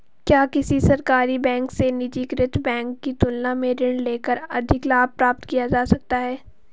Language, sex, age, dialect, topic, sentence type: Hindi, female, 18-24, Marwari Dhudhari, banking, question